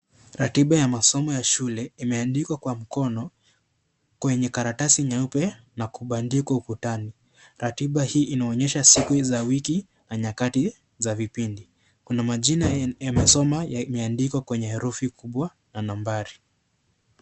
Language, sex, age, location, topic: Swahili, male, 25-35, Kisii, education